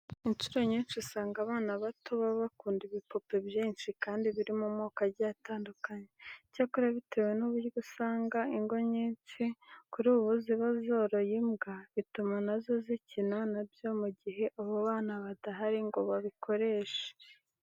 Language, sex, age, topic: Kinyarwanda, female, 36-49, education